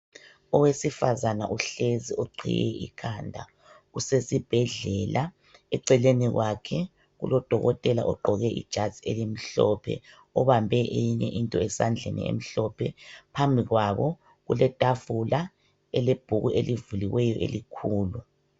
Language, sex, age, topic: North Ndebele, male, 36-49, health